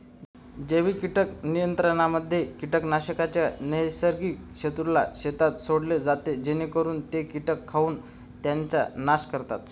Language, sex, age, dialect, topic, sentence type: Marathi, male, 25-30, Standard Marathi, agriculture, statement